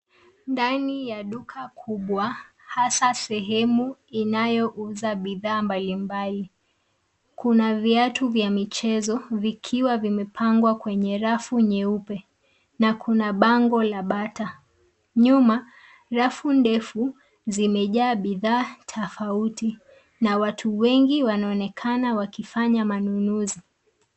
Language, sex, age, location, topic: Swahili, female, 25-35, Nairobi, finance